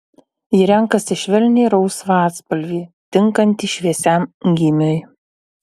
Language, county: Lithuanian, Utena